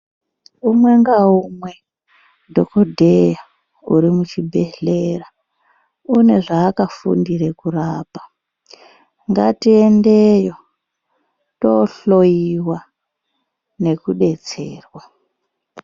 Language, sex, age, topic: Ndau, female, 36-49, health